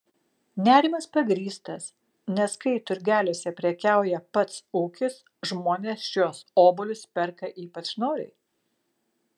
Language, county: Lithuanian, Kaunas